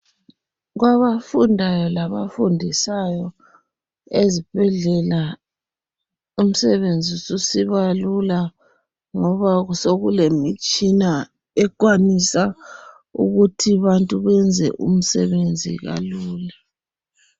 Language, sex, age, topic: North Ndebele, female, 36-49, health